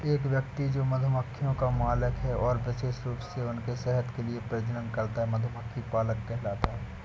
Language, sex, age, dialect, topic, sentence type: Hindi, male, 60-100, Awadhi Bundeli, agriculture, statement